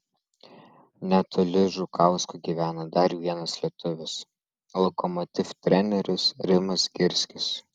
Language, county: Lithuanian, Vilnius